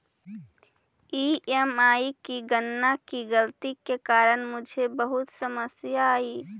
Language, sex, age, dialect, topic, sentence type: Magahi, female, 18-24, Central/Standard, banking, statement